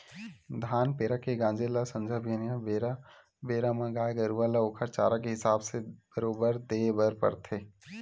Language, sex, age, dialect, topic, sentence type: Chhattisgarhi, male, 18-24, Western/Budati/Khatahi, agriculture, statement